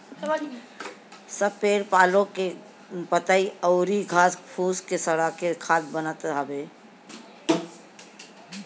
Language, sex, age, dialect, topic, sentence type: Bhojpuri, female, 51-55, Northern, agriculture, statement